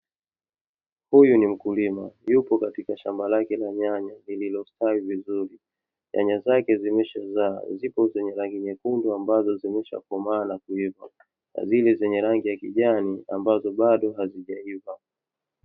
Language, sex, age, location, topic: Swahili, male, 25-35, Dar es Salaam, agriculture